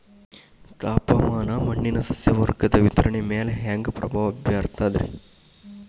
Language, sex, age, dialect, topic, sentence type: Kannada, male, 25-30, Dharwad Kannada, agriculture, question